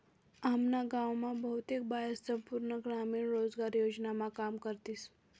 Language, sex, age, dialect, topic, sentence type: Marathi, female, 18-24, Northern Konkan, banking, statement